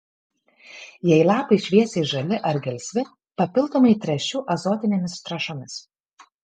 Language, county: Lithuanian, Kaunas